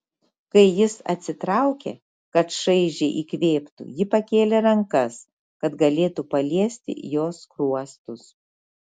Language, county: Lithuanian, Šiauliai